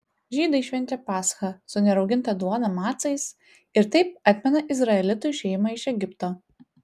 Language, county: Lithuanian, Telšiai